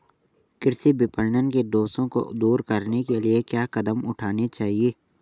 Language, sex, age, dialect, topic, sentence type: Hindi, male, 18-24, Marwari Dhudhari, agriculture, question